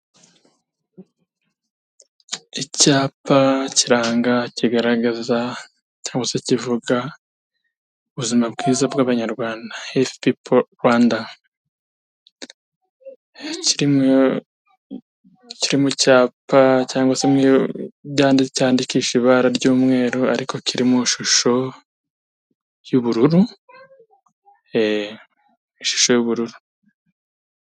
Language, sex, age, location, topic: Kinyarwanda, male, 25-35, Kigali, health